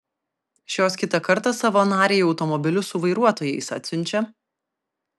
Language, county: Lithuanian, Vilnius